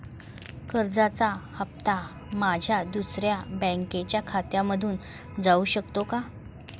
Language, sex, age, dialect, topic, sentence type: Marathi, female, 36-40, Standard Marathi, banking, question